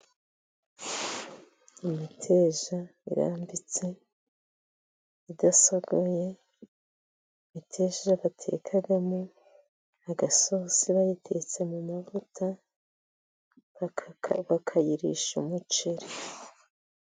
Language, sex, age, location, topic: Kinyarwanda, female, 50+, Musanze, agriculture